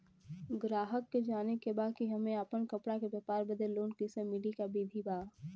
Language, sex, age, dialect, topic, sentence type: Bhojpuri, female, 18-24, Western, banking, question